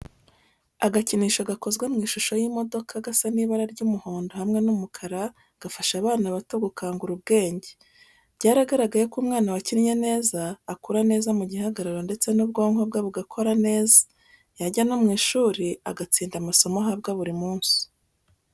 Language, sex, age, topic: Kinyarwanda, female, 36-49, education